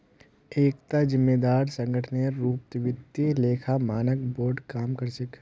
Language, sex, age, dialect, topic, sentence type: Magahi, male, 46-50, Northeastern/Surjapuri, banking, statement